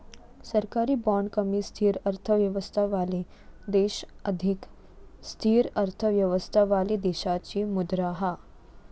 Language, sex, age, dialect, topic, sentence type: Marathi, female, 18-24, Southern Konkan, banking, statement